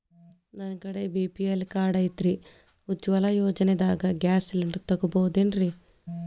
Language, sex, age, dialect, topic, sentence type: Kannada, female, 25-30, Dharwad Kannada, banking, question